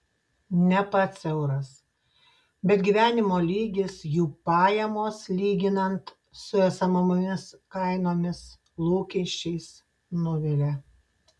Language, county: Lithuanian, Šiauliai